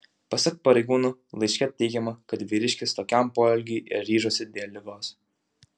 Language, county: Lithuanian, Utena